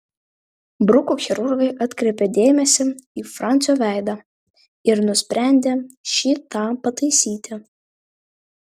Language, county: Lithuanian, Vilnius